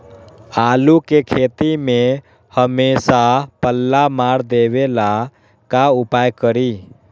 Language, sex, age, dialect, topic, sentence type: Magahi, male, 18-24, Western, agriculture, question